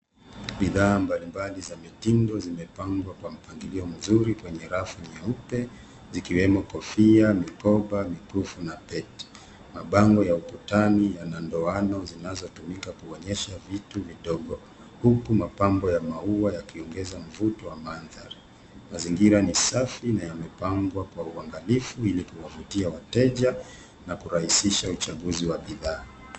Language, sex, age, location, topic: Swahili, male, 36-49, Nairobi, finance